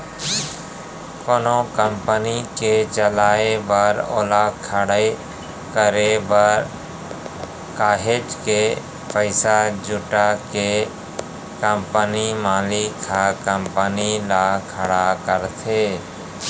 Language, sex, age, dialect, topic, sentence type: Chhattisgarhi, male, 41-45, Central, banking, statement